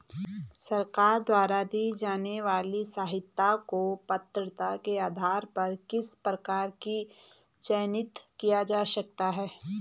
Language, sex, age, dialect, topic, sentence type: Hindi, female, 25-30, Garhwali, banking, question